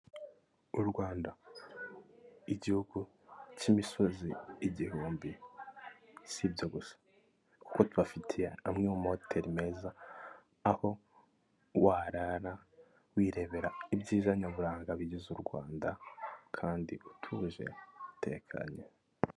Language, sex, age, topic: Kinyarwanda, male, 18-24, finance